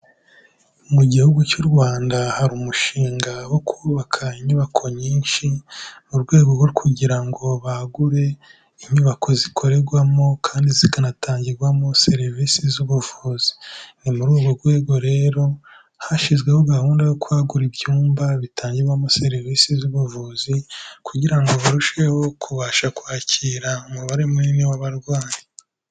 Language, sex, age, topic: Kinyarwanda, male, 18-24, health